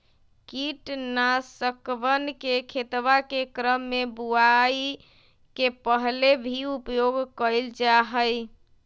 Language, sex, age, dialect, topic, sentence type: Magahi, female, 25-30, Western, agriculture, statement